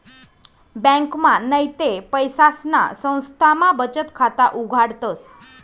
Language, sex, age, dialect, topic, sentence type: Marathi, female, 41-45, Northern Konkan, banking, statement